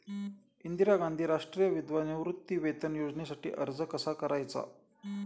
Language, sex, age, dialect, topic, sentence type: Marathi, male, 46-50, Standard Marathi, banking, question